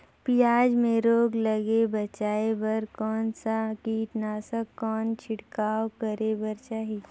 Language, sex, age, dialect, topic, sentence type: Chhattisgarhi, female, 56-60, Northern/Bhandar, agriculture, question